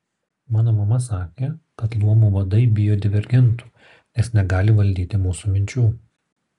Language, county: Lithuanian, Kaunas